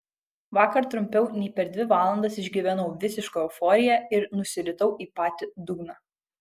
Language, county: Lithuanian, Kaunas